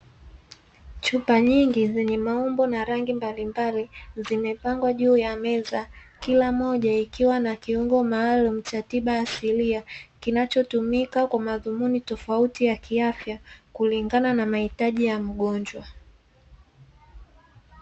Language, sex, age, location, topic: Swahili, female, 18-24, Dar es Salaam, health